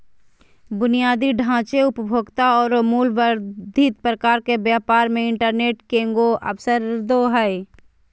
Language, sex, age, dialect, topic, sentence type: Magahi, female, 31-35, Southern, banking, statement